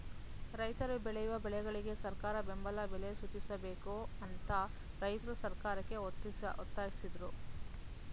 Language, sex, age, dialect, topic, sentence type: Kannada, female, 18-24, Mysore Kannada, agriculture, statement